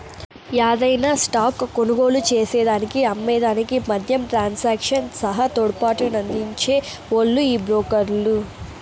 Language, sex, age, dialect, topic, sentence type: Telugu, female, 18-24, Southern, banking, statement